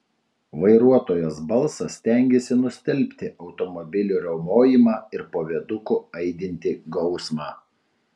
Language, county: Lithuanian, Utena